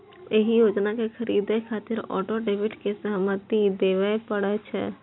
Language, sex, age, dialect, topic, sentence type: Maithili, female, 41-45, Eastern / Thethi, banking, statement